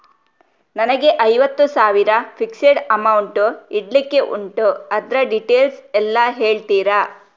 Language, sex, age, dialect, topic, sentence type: Kannada, female, 36-40, Coastal/Dakshin, banking, question